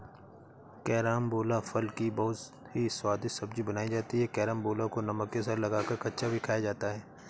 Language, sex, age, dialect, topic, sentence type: Hindi, male, 56-60, Awadhi Bundeli, agriculture, statement